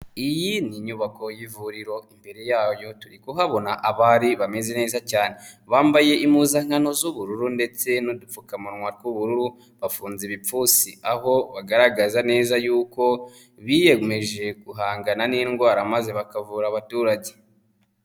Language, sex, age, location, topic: Kinyarwanda, male, 25-35, Huye, health